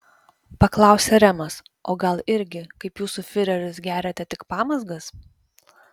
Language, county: Lithuanian, Vilnius